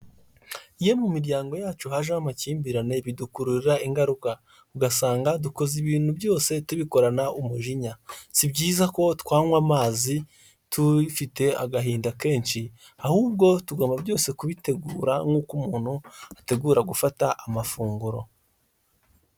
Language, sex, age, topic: Kinyarwanda, male, 18-24, health